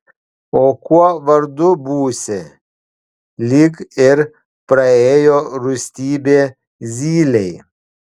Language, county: Lithuanian, Panevėžys